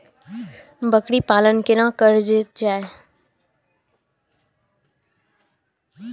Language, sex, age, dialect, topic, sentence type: Maithili, female, 18-24, Eastern / Thethi, agriculture, question